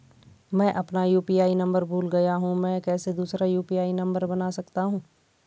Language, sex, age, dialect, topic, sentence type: Hindi, female, 31-35, Garhwali, banking, question